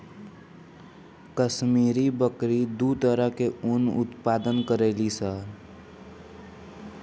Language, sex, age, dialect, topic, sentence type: Bhojpuri, male, <18, Southern / Standard, agriculture, statement